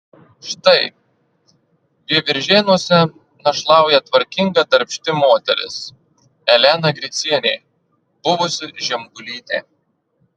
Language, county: Lithuanian, Marijampolė